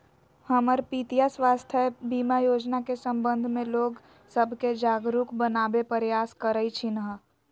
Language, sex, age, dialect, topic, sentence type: Magahi, female, 56-60, Western, banking, statement